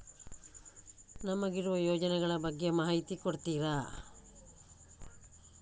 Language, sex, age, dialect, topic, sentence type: Kannada, female, 51-55, Coastal/Dakshin, banking, question